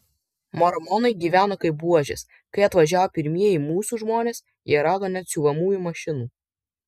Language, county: Lithuanian, Vilnius